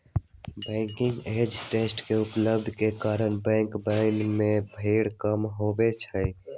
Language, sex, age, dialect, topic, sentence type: Magahi, male, 18-24, Western, banking, statement